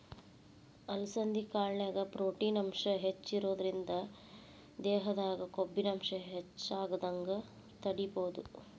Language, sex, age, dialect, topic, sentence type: Kannada, male, 41-45, Dharwad Kannada, agriculture, statement